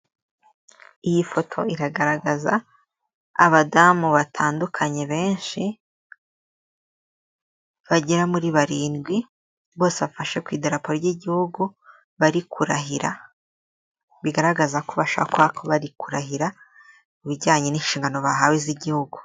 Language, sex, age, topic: Kinyarwanda, female, 18-24, government